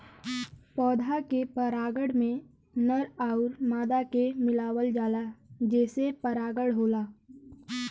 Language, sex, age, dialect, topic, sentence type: Bhojpuri, female, 36-40, Western, agriculture, statement